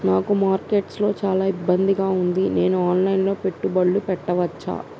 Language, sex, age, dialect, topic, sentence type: Telugu, female, 25-30, Telangana, banking, question